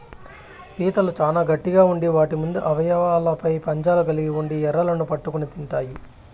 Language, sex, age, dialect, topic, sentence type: Telugu, male, 25-30, Southern, agriculture, statement